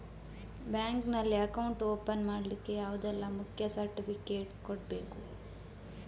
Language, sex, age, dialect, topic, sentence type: Kannada, female, 25-30, Coastal/Dakshin, banking, question